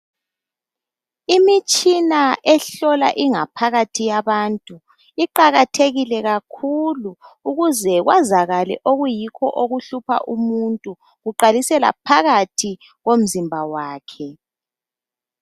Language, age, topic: North Ndebele, 25-35, health